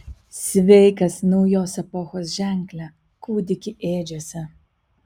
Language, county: Lithuanian, Kaunas